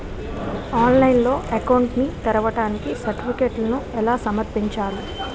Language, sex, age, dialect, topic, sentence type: Telugu, female, 18-24, Utterandhra, banking, question